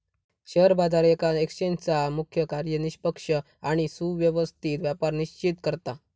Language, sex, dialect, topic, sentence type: Marathi, male, Southern Konkan, banking, statement